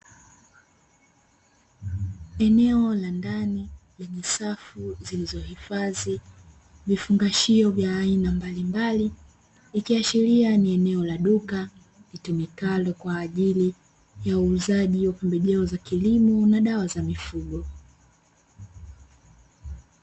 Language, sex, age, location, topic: Swahili, female, 25-35, Dar es Salaam, agriculture